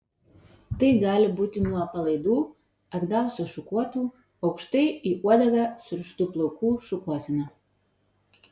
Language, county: Lithuanian, Vilnius